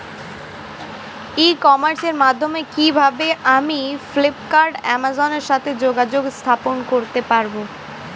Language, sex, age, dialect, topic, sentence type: Bengali, female, 18-24, Standard Colloquial, agriculture, question